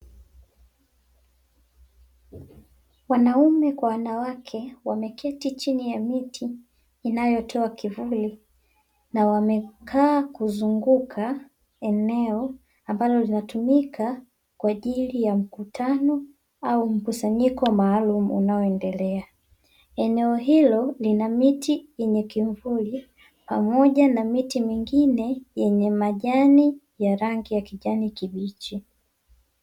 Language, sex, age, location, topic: Swahili, female, 18-24, Dar es Salaam, education